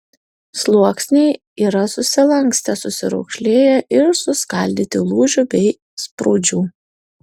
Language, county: Lithuanian, Alytus